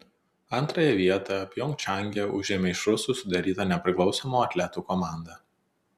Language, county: Lithuanian, Telšiai